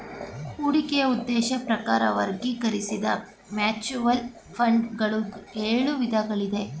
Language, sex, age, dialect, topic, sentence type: Kannada, female, 25-30, Mysore Kannada, banking, statement